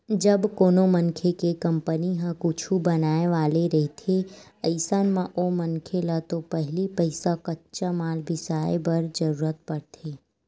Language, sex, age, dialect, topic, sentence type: Chhattisgarhi, female, 18-24, Western/Budati/Khatahi, banking, statement